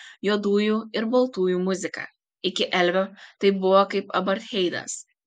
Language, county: Lithuanian, Kaunas